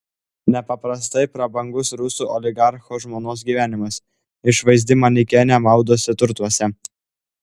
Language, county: Lithuanian, Klaipėda